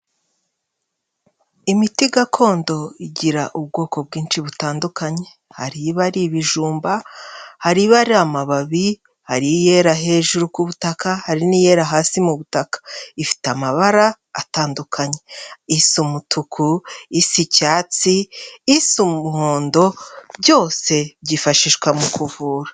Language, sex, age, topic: Kinyarwanda, female, 25-35, health